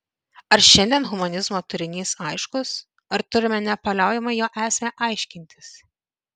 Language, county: Lithuanian, Vilnius